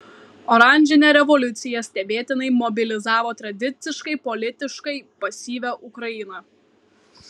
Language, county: Lithuanian, Kaunas